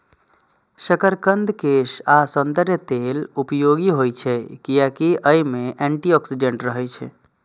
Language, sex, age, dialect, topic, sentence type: Maithili, male, 25-30, Eastern / Thethi, agriculture, statement